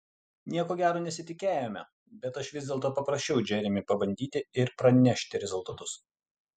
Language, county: Lithuanian, Utena